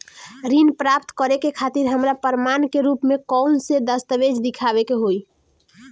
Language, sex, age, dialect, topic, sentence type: Bhojpuri, female, 18-24, Southern / Standard, banking, statement